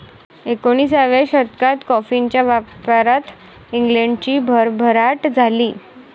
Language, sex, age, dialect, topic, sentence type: Marathi, female, 18-24, Varhadi, agriculture, statement